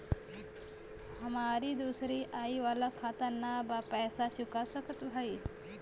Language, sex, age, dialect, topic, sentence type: Bhojpuri, female, <18, Western, banking, question